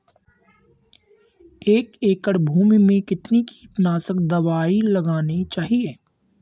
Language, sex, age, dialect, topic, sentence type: Hindi, male, 51-55, Kanauji Braj Bhasha, agriculture, question